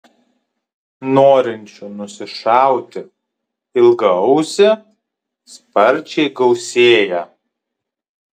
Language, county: Lithuanian, Kaunas